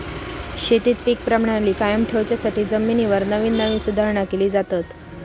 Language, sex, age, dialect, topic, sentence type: Marathi, female, 25-30, Southern Konkan, agriculture, statement